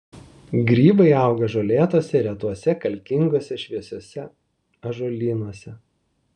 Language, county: Lithuanian, Vilnius